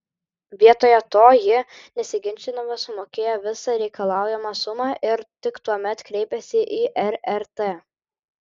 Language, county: Lithuanian, Vilnius